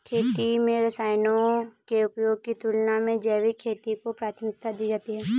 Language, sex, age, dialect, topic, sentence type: Hindi, female, 18-24, Kanauji Braj Bhasha, agriculture, statement